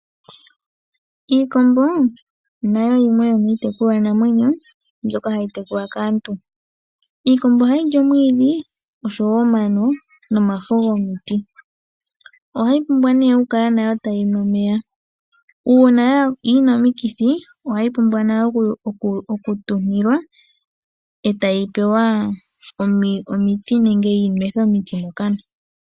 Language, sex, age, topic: Oshiwambo, male, 25-35, agriculture